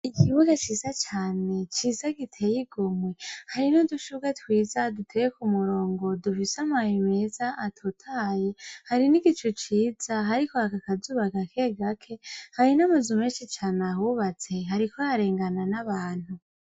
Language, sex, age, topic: Rundi, female, 25-35, education